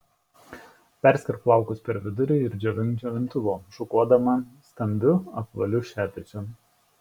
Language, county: Lithuanian, Šiauliai